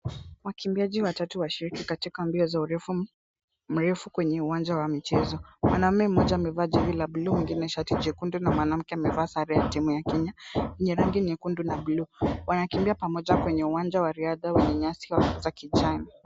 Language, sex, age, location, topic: Swahili, female, 18-24, Kisumu, education